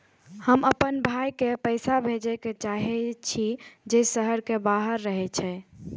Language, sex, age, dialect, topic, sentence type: Maithili, female, 18-24, Eastern / Thethi, banking, statement